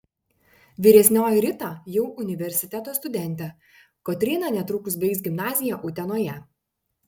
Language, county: Lithuanian, Panevėžys